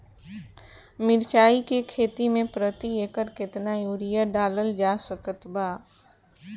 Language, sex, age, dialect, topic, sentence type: Bhojpuri, female, 41-45, Southern / Standard, agriculture, question